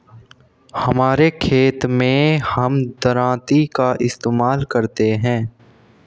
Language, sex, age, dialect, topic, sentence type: Hindi, male, 18-24, Hindustani Malvi Khadi Boli, agriculture, statement